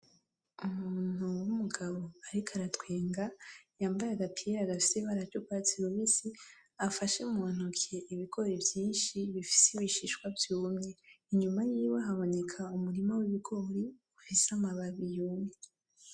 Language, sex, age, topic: Rundi, female, 18-24, agriculture